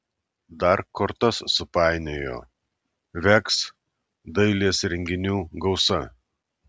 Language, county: Lithuanian, Alytus